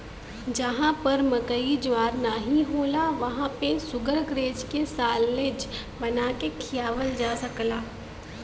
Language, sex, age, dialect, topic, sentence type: Bhojpuri, female, 18-24, Western, agriculture, statement